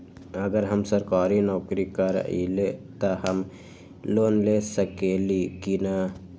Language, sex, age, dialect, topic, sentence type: Magahi, female, 18-24, Western, banking, question